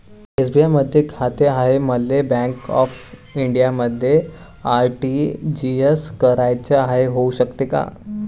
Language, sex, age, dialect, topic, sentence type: Marathi, male, 18-24, Varhadi, banking, question